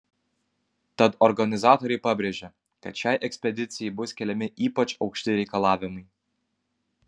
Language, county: Lithuanian, Kaunas